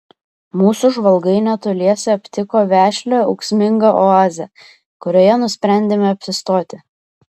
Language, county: Lithuanian, Klaipėda